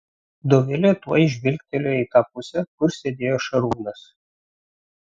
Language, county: Lithuanian, Vilnius